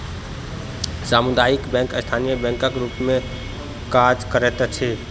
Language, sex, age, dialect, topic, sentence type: Maithili, male, 25-30, Southern/Standard, banking, statement